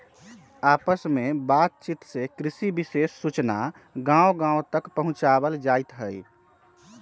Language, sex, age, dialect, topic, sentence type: Magahi, male, 18-24, Western, agriculture, statement